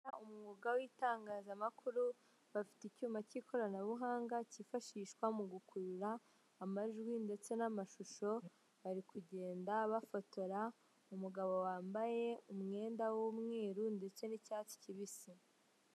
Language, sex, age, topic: Kinyarwanda, female, 18-24, government